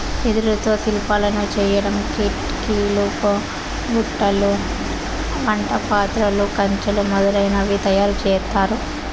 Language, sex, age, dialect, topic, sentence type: Telugu, female, 18-24, Southern, agriculture, statement